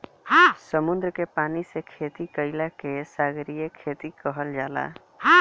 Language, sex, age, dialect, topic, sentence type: Bhojpuri, male, <18, Northern, agriculture, statement